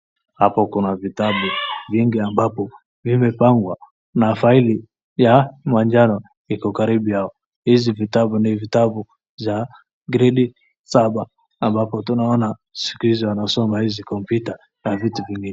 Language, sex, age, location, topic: Swahili, male, 25-35, Wajir, education